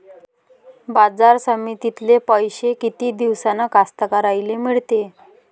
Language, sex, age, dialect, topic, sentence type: Marathi, female, 25-30, Varhadi, agriculture, question